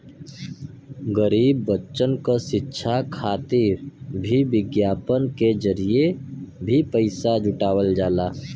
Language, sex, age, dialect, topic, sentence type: Bhojpuri, male, 60-100, Western, banking, statement